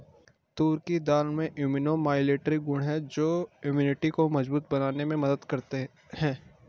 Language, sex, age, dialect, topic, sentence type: Hindi, male, 25-30, Garhwali, agriculture, statement